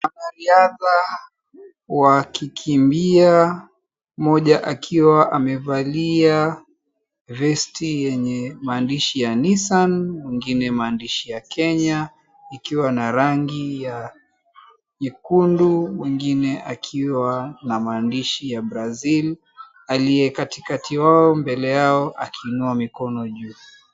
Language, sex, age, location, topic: Swahili, male, 36-49, Mombasa, education